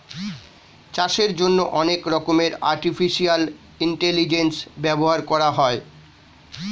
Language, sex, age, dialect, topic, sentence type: Bengali, male, 46-50, Standard Colloquial, agriculture, statement